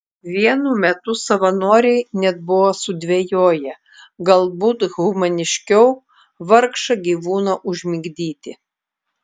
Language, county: Lithuanian, Klaipėda